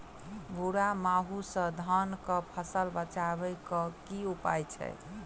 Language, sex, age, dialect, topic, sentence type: Maithili, female, 25-30, Southern/Standard, agriculture, question